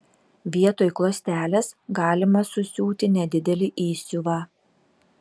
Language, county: Lithuanian, Telšiai